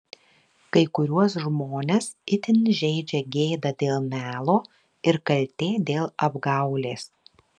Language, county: Lithuanian, Marijampolė